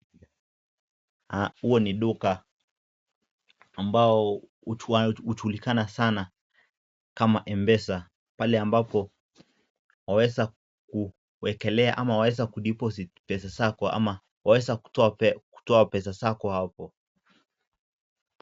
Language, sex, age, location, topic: Swahili, male, 18-24, Nakuru, finance